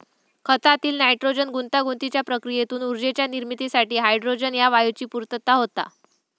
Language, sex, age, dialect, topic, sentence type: Marathi, female, 18-24, Southern Konkan, agriculture, statement